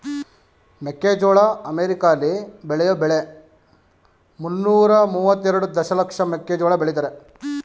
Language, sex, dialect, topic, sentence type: Kannada, male, Mysore Kannada, agriculture, statement